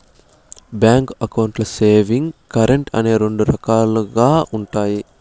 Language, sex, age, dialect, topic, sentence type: Telugu, male, 18-24, Southern, banking, statement